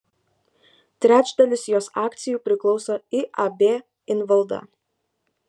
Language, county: Lithuanian, Kaunas